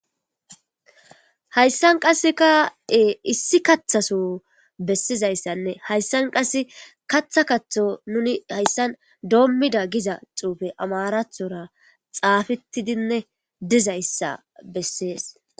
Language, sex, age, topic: Gamo, male, 18-24, government